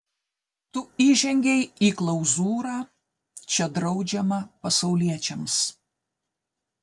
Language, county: Lithuanian, Telšiai